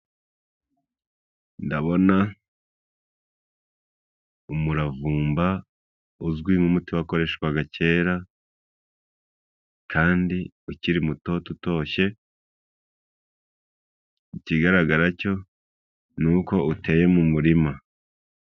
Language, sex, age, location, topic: Kinyarwanda, male, 25-35, Kigali, health